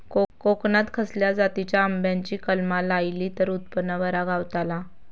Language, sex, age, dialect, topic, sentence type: Marathi, female, 25-30, Southern Konkan, agriculture, question